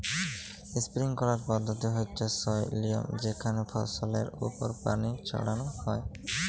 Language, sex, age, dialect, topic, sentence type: Bengali, male, 18-24, Jharkhandi, agriculture, statement